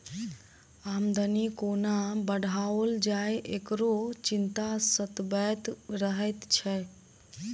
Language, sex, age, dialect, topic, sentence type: Maithili, female, 18-24, Southern/Standard, agriculture, statement